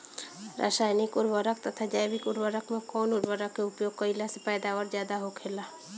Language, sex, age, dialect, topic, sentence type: Bhojpuri, female, 18-24, Northern, agriculture, question